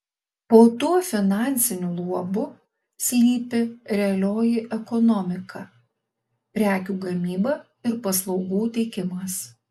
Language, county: Lithuanian, Alytus